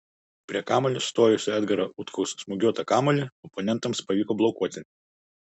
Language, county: Lithuanian, Utena